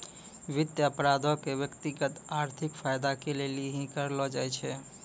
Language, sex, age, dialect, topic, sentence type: Maithili, male, 25-30, Angika, banking, statement